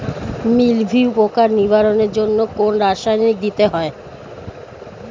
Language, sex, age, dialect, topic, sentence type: Bengali, female, 41-45, Standard Colloquial, agriculture, question